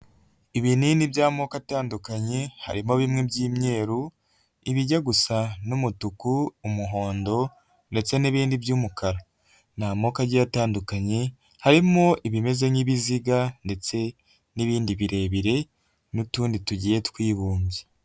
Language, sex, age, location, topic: Kinyarwanda, male, 18-24, Nyagatare, health